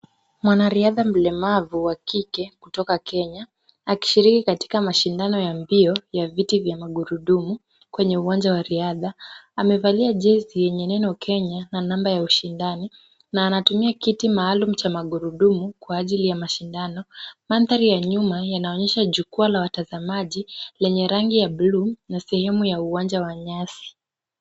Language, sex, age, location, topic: Swahili, female, 18-24, Kisumu, education